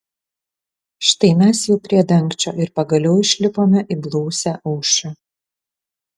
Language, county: Lithuanian, Kaunas